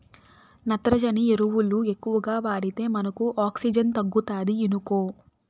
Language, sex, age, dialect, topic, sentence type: Telugu, female, 18-24, Southern, agriculture, statement